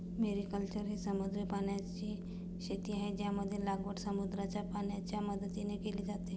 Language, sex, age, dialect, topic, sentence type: Marathi, female, 25-30, Standard Marathi, agriculture, statement